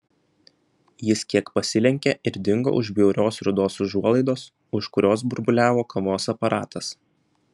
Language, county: Lithuanian, Vilnius